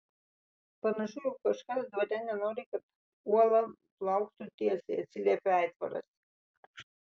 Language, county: Lithuanian, Vilnius